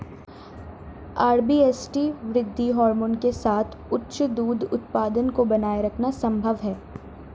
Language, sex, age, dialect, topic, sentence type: Hindi, female, 36-40, Marwari Dhudhari, agriculture, statement